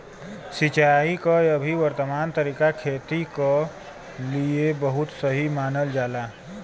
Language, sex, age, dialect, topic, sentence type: Bhojpuri, male, 25-30, Western, agriculture, statement